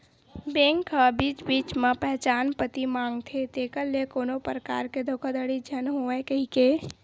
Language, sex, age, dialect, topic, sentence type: Chhattisgarhi, female, 18-24, Western/Budati/Khatahi, banking, statement